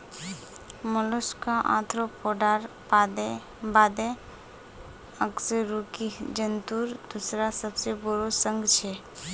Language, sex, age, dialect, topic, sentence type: Magahi, female, 25-30, Northeastern/Surjapuri, agriculture, statement